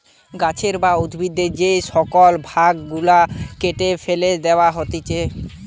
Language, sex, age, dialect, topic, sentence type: Bengali, male, 18-24, Western, agriculture, statement